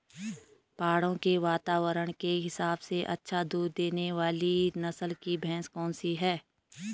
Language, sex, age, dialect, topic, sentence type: Hindi, female, 36-40, Garhwali, agriculture, question